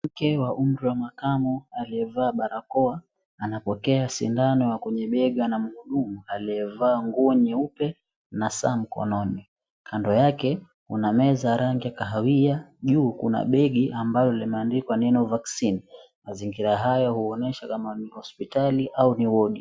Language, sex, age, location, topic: Swahili, male, 18-24, Mombasa, health